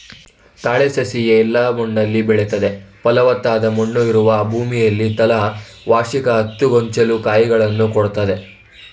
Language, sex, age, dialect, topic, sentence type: Kannada, male, 31-35, Mysore Kannada, agriculture, statement